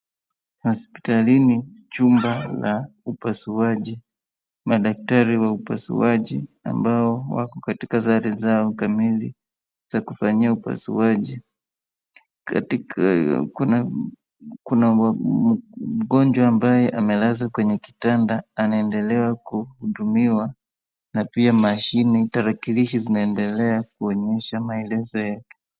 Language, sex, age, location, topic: Swahili, male, 25-35, Wajir, health